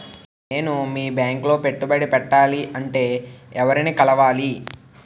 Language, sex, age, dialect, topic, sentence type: Telugu, male, 18-24, Utterandhra, banking, question